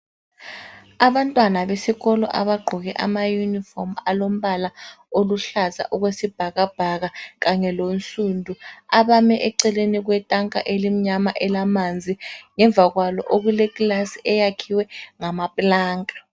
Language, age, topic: North Ndebele, 36-49, education